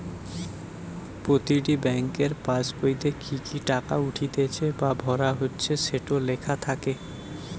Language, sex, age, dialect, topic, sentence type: Bengali, male, 18-24, Western, banking, statement